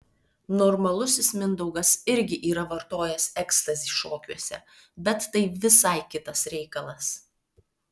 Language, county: Lithuanian, Vilnius